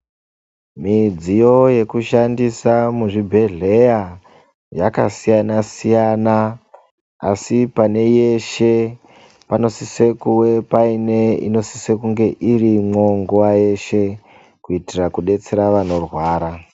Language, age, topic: Ndau, 50+, health